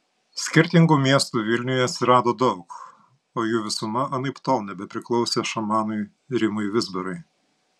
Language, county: Lithuanian, Panevėžys